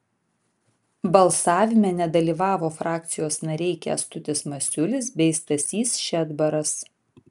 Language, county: Lithuanian, Vilnius